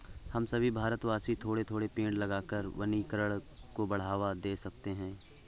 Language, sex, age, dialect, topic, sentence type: Hindi, male, 18-24, Awadhi Bundeli, agriculture, statement